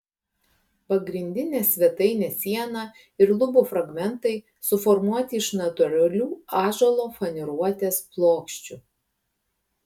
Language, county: Lithuanian, Klaipėda